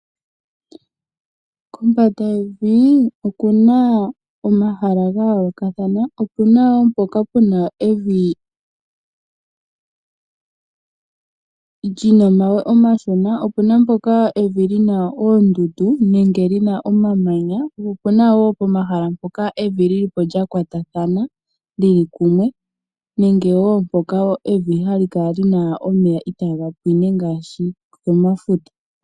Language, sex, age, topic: Oshiwambo, female, 18-24, agriculture